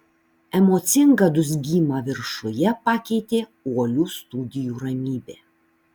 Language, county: Lithuanian, Panevėžys